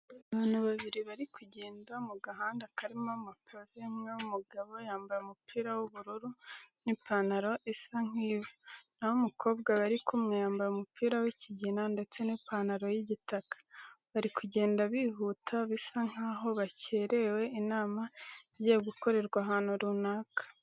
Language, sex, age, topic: Kinyarwanda, female, 36-49, education